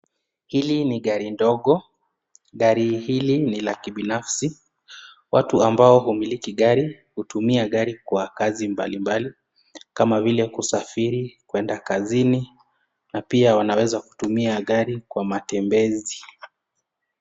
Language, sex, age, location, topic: Swahili, male, 25-35, Nakuru, finance